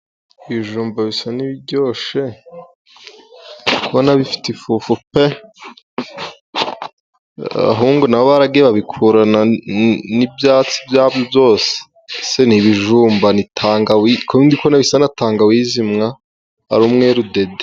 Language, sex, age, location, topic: Kinyarwanda, male, 18-24, Musanze, agriculture